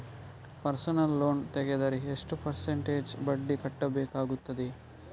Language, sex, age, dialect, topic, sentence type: Kannada, male, 25-30, Coastal/Dakshin, banking, question